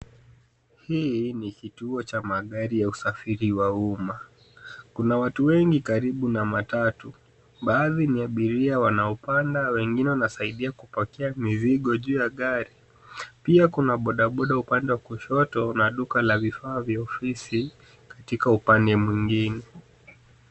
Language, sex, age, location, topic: Swahili, male, 25-35, Nairobi, government